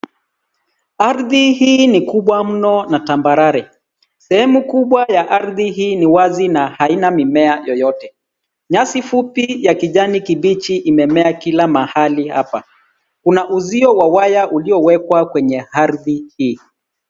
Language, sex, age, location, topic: Swahili, male, 36-49, Nairobi, government